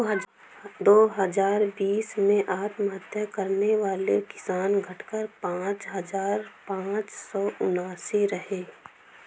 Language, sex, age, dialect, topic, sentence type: Hindi, female, 18-24, Awadhi Bundeli, agriculture, statement